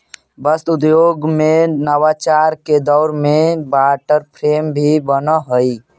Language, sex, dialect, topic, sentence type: Magahi, male, Central/Standard, agriculture, statement